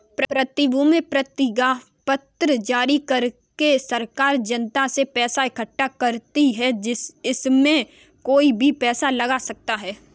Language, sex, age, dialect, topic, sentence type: Hindi, female, 18-24, Kanauji Braj Bhasha, banking, statement